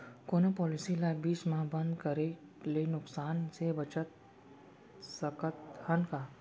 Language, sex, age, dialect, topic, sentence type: Chhattisgarhi, male, 18-24, Central, banking, question